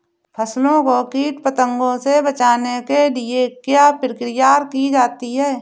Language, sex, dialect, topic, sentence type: Hindi, female, Awadhi Bundeli, agriculture, question